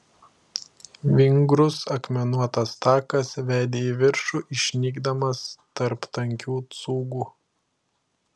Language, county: Lithuanian, Klaipėda